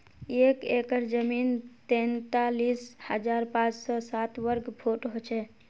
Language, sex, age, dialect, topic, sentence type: Magahi, female, 25-30, Northeastern/Surjapuri, agriculture, statement